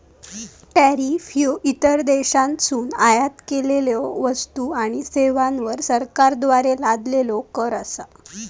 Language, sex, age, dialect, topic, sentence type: Marathi, female, 18-24, Southern Konkan, banking, statement